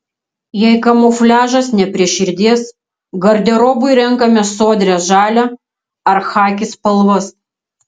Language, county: Lithuanian, Kaunas